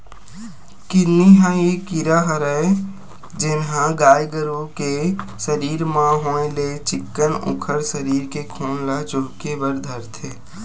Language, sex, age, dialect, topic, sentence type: Chhattisgarhi, male, 25-30, Western/Budati/Khatahi, agriculture, statement